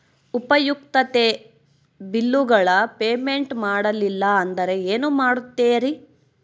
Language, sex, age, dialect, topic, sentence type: Kannada, female, 60-100, Central, banking, question